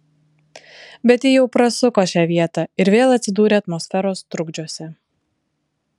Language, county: Lithuanian, Vilnius